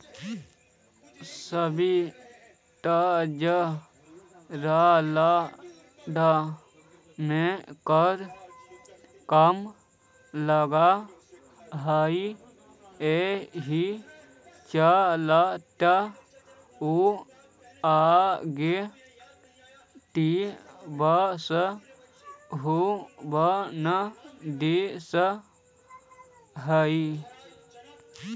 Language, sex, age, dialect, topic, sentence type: Magahi, male, 31-35, Central/Standard, banking, statement